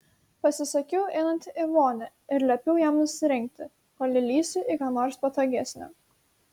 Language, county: Lithuanian, Šiauliai